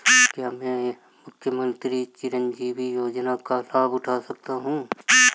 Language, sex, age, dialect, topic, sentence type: Hindi, female, 31-35, Marwari Dhudhari, banking, question